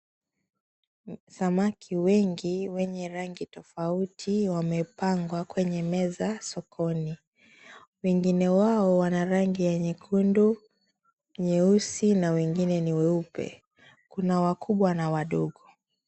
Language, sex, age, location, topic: Swahili, female, 25-35, Mombasa, agriculture